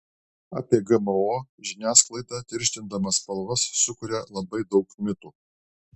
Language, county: Lithuanian, Alytus